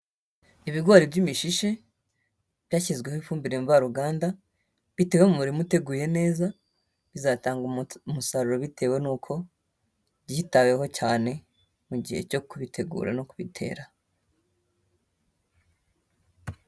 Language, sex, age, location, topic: Kinyarwanda, male, 18-24, Huye, agriculture